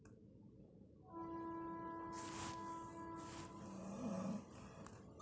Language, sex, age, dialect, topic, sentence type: Hindi, female, 18-24, Marwari Dhudhari, agriculture, question